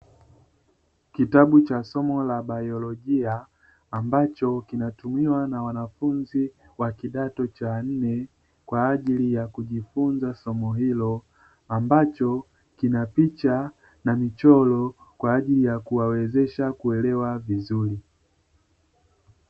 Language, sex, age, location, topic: Swahili, male, 25-35, Dar es Salaam, education